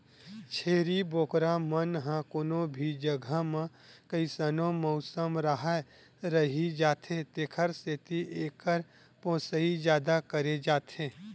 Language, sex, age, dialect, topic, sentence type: Chhattisgarhi, male, 31-35, Western/Budati/Khatahi, agriculture, statement